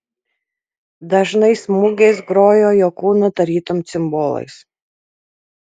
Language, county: Lithuanian, Marijampolė